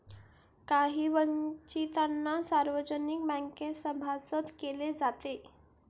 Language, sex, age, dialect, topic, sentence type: Marathi, female, 18-24, Standard Marathi, banking, statement